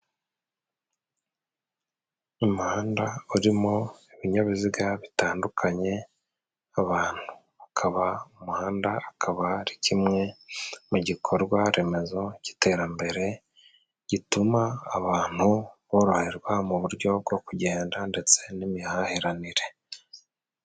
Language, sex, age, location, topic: Kinyarwanda, male, 36-49, Musanze, government